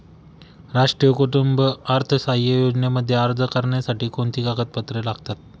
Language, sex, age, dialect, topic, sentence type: Marathi, male, 18-24, Standard Marathi, banking, question